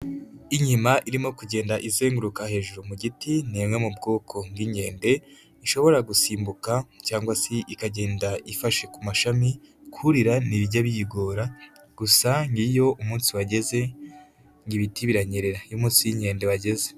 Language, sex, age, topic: Kinyarwanda, male, 25-35, agriculture